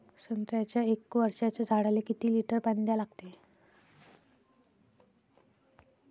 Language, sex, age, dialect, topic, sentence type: Marathi, female, 31-35, Varhadi, agriculture, question